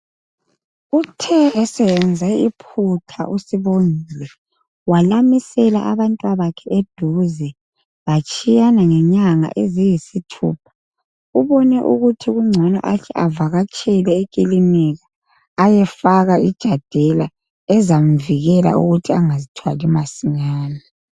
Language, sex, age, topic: North Ndebele, female, 25-35, health